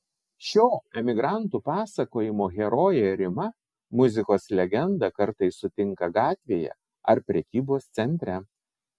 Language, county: Lithuanian, Vilnius